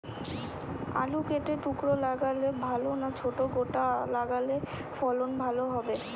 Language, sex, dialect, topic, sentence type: Bengali, female, Western, agriculture, question